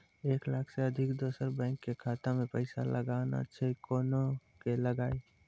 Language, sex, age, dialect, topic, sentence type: Maithili, male, 18-24, Angika, banking, question